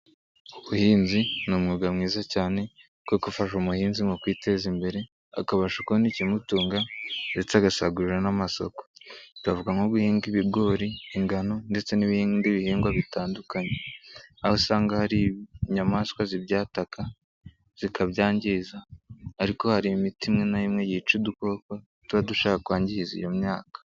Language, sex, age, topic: Kinyarwanda, male, 18-24, agriculture